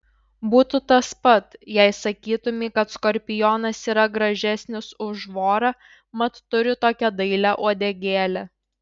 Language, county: Lithuanian, Šiauliai